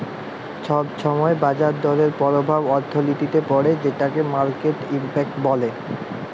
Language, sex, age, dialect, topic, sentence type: Bengali, male, 18-24, Jharkhandi, banking, statement